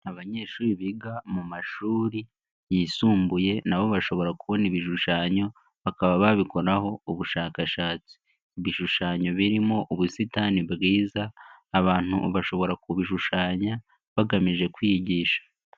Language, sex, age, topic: Kinyarwanda, male, 18-24, education